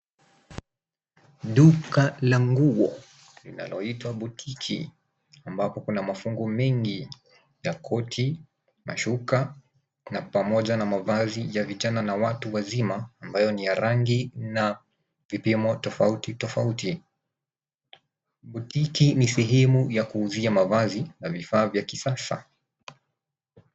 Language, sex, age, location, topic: Swahili, male, 18-24, Nairobi, finance